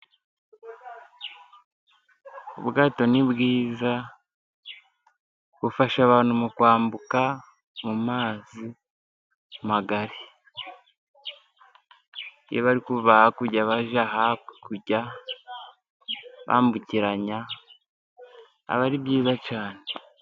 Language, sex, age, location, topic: Kinyarwanda, male, 25-35, Musanze, government